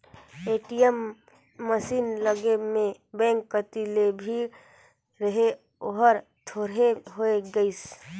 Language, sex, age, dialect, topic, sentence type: Chhattisgarhi, female, 25-30, Northern/Bhandar, banking, statement